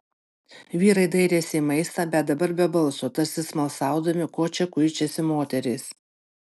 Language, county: Lithuanian, Panevėžys